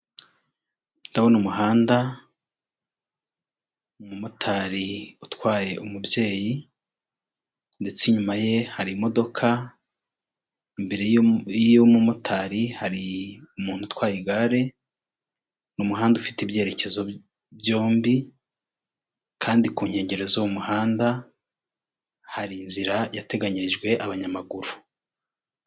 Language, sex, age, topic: Kinyarwanda, male, 36-49, government